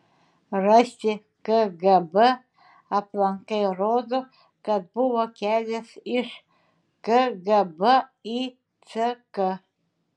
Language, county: Lithuanian, Šiauliai